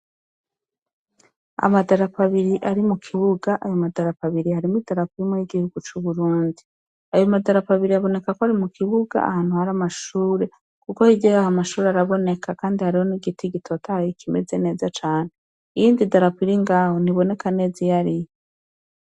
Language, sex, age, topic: Rundi, female, 36-49, education